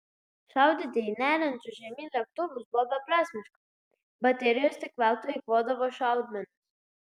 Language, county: Lithuanian, Klaipėda